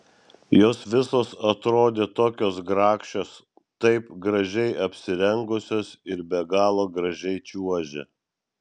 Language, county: Lithuanian, Vilnius